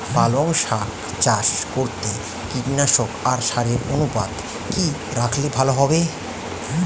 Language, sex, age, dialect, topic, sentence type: Bengali, male, 31-35, Jharkhandi, agriculture, question